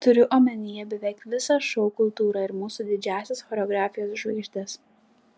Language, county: Lithuanian, Klaipėda